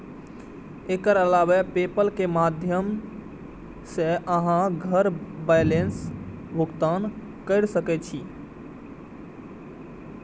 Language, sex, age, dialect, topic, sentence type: Maithili, male, 18-24, Eastern / Thethi, banking, statement